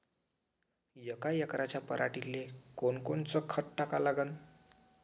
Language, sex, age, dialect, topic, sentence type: Marathi, male, 18-24, Varhadi, agriculture, question